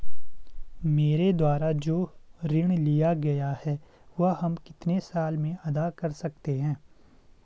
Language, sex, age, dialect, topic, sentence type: Hindi, male, 18-24, Garhwali, banking, question